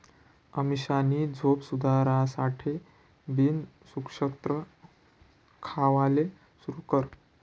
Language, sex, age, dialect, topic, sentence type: Marathi, male, 56-60, Northern Konkan, agriculture, statement